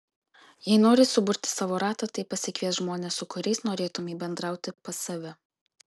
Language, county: Lithuanian, Kaunas